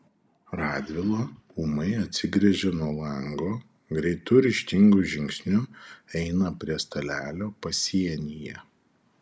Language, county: Lithuanian, Šiauliai